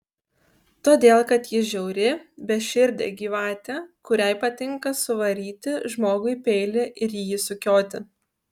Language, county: Lithuanian, Kaunas